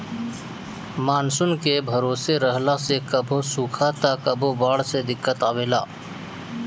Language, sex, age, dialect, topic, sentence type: Bhojpuri, male, 25-30, Northern, agriculture, statement